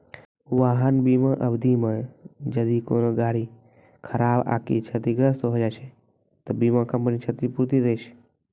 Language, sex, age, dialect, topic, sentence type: Maithili, male, 18-24, Angika, banking, statement